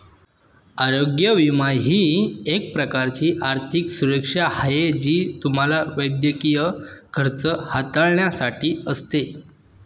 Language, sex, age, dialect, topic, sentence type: Marathi, male, 31-35, Northern Konkan, banking, statement